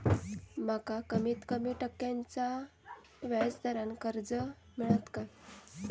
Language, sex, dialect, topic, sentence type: Marathi, female, Southern Konkan, banking, question